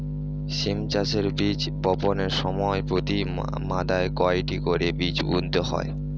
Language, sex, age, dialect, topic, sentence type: Bengali, male, 18-24, Rajbangshi, agriculture, question